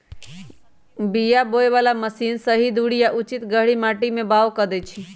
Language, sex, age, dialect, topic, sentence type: Magahi, female, 25-30, Western, agriculture, statement